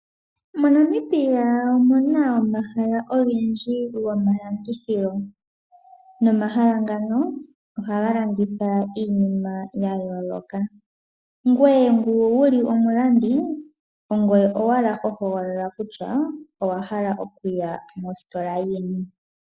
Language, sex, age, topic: Oshiwambo, male, 18-24, finance